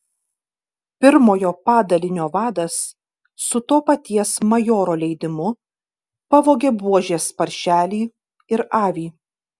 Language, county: Lithuanian, Kaunas